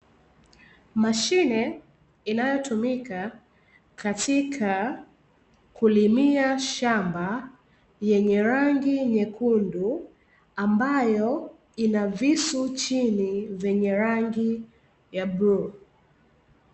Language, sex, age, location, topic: Swahili, female, 25-35, Dar es Salaam, agriculture